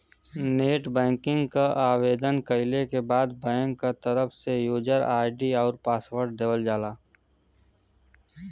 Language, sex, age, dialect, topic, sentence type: Bhojpuri, male, 18-24, Western, banking, statement